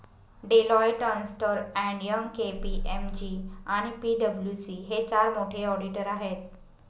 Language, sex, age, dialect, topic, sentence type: Marathi, female, 18-24, Northern Konkan, banking, statement